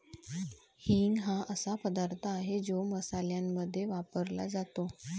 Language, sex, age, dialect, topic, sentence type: Marathi, female, 25-30, Varhadi, agriculture, statement